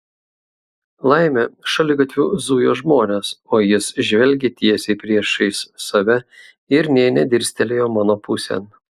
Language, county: Lithuanian, Šiauliai